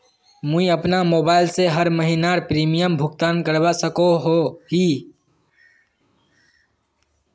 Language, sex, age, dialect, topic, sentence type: Magahi, male, 18-24, Northeastern/Surjapuri, banking, question